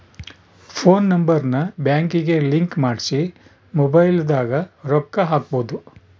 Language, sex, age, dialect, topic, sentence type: Kannada, male, 60-100, Central, banking, statement